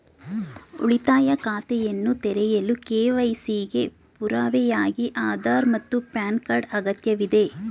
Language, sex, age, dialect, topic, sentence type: Kannada, female, 25-30, Mysore Kannada, banking, statement